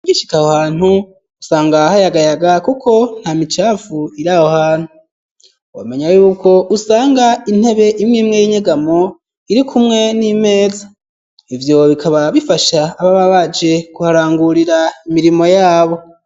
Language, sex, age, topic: Rundi, male, 25-35, education